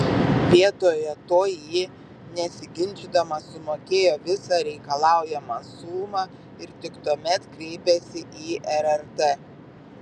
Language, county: Lithuanian, Vilnius